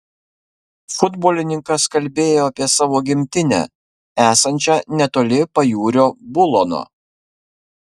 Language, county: Lithuanian, Kaunas